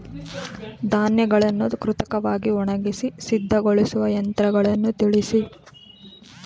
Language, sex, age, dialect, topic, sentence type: Kannada, female, 25-30, Mysore Kannada, agriculture, question